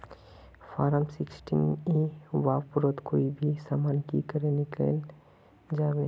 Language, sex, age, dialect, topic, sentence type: Magahi, male, 31-35, Northeastern/Surjapuri, agriculture, question